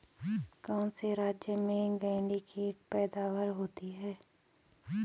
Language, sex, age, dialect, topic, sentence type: Hindi, female, 18-24, Garhwali, agriculture, question